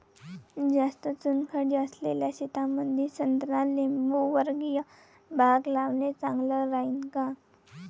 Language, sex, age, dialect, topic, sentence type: Marathi, female, 18-24, Varhadi, agriculture, question